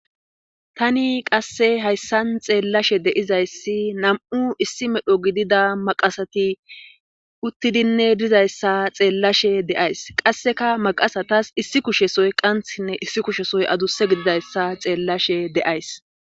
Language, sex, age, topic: Gamo, female, 25-35, government